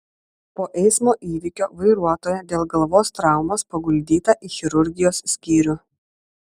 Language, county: Lithuanian, Vilnius